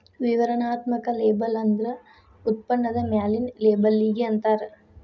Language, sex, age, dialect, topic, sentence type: Kannada, female, 25-30, Dharwad Kannada, banking, statement